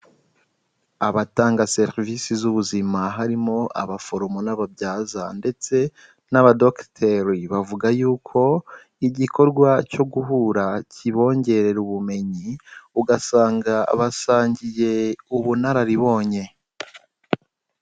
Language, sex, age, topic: Kinyarwanda, male, 18-24, health